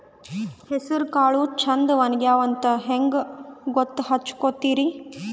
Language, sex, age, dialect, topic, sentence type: Kannada, female, 18-24, Northeastern, agriculture, question